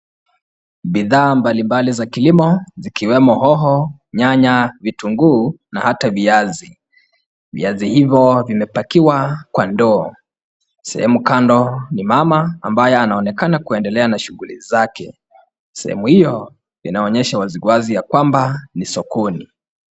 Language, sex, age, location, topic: Swahili, male, 25-35, Kisumu, finance